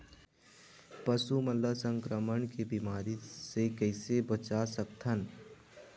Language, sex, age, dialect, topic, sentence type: Chhattisgarhi, male, 18-24, Western/Budati/Khatahi, agriculture, question